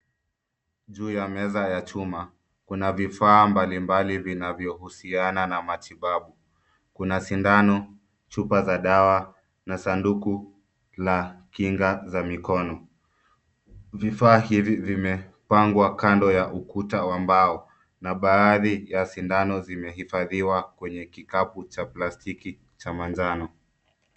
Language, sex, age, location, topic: Swahili, male, 25-35, Nairobi, health